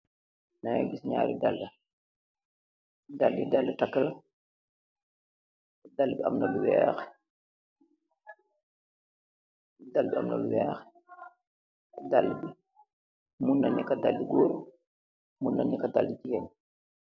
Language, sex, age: Wolof, male, 36-49